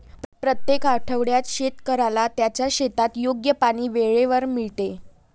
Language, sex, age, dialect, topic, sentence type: Marathi, female, 18-24, Varhadi, agriculture, statement